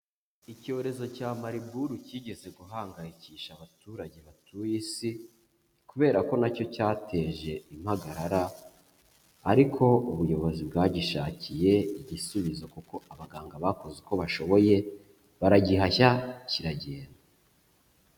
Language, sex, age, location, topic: Kinyarwanda, male, 25-35, Huye, education